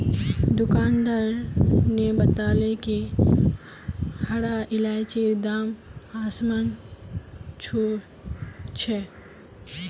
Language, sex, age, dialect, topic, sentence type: Magahi, female, 18-24, Northeastern/Surjapuri, agriculture, statement